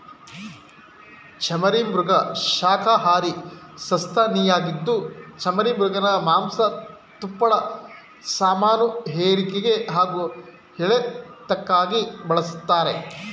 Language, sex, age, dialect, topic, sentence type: Kannada, male, 25-30, Mysore Kannada, agriculture, statement